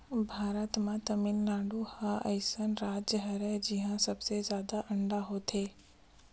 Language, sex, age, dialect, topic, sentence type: Chhattisgarhi, female, 25-30, Western/Budati/Khatahi, agriculture, statement